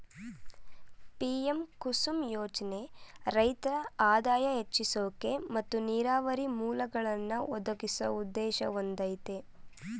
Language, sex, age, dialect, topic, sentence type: Kannada, female, 18-24, Mysore Kannada, agriculture, statement